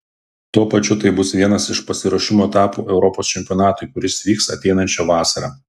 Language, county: Lithuanian, Vilnius